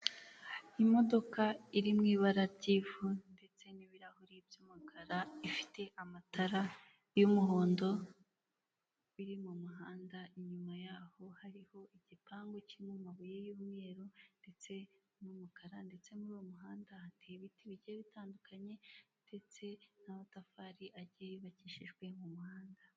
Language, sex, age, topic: Kinyarwanda, female, 18-24, finance